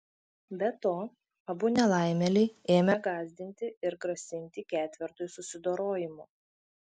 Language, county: Lithuanian, Šiauliai